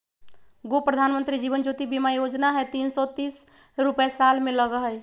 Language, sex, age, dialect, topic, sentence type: Magahi, female, 25-30, Western, banking, question